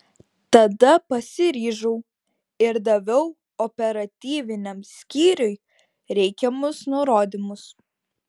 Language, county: Lithuanian, Šiauliai